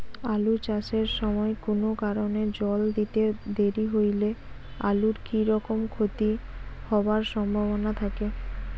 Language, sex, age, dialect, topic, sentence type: Bengali, female, 18-24, Rajbangshi, agriculture, question